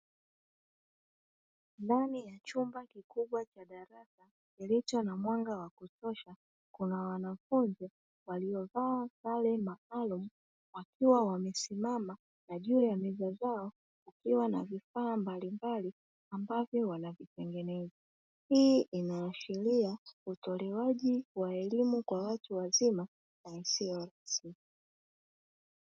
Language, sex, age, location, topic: Swahili, female, 25-35, Dar es Salaam, education